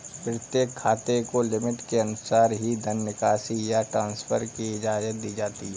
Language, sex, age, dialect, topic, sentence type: Hindi, male, 18-24, Kanauji Braj Bhasha, banking, statement